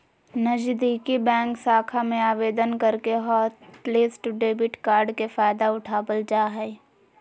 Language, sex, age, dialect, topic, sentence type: Magahi, female, 18-24, Southern, banking, statement